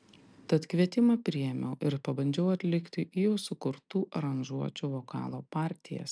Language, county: Lithuanian, Panevėžys